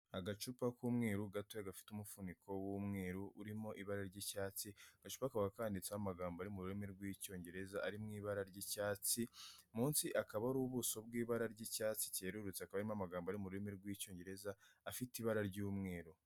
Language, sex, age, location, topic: Kinyarwanda, male, 25-35, Kigali, health